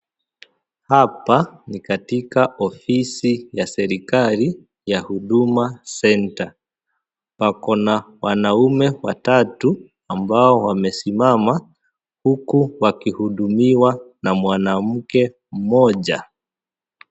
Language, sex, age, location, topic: Swahili, male, 25-35, Kisii, government